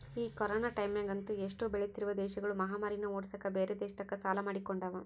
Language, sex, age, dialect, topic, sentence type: Kannada, female, 18-24, Central, banking, statement